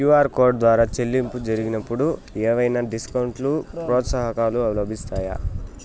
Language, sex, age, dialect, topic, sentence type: Telugu, male, 25-30, Southern, banking, question